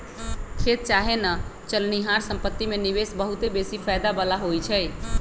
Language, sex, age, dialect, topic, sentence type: Magahi, male, 18-24, Western, banking, statement